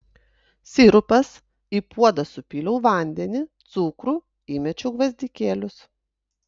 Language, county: Lithuanian, Utena